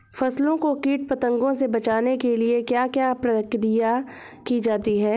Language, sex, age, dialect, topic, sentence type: Hindi, female, 25-30, Awadhi Bundeli, agriculture, question